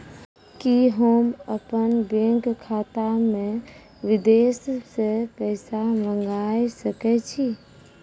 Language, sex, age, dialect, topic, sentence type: Maithili, female, 25-30, Angika, banking, question